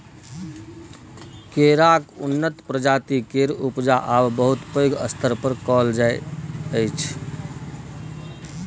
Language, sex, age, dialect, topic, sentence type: Maithili, male, 41-45, Bajjika, agriculture, statement